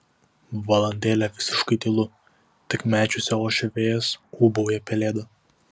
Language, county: Lithuanian, Vilnius